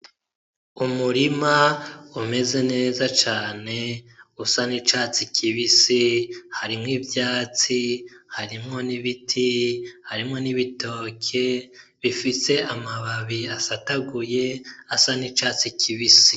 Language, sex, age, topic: Rundi, male, 25-35, agriculture